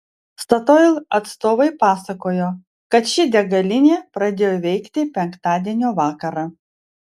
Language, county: Lithuanian, Vilnius